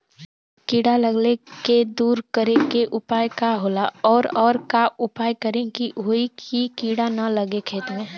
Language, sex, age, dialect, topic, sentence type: Bhojpuri, female, 18-24, Western, agriculture, question